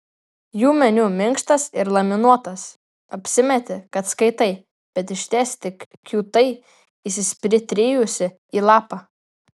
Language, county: Lithuanian, Vilnius